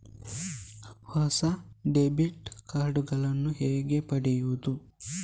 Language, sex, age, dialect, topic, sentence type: Kannada, male, 25-30, Coastal/Dakshin, banking, question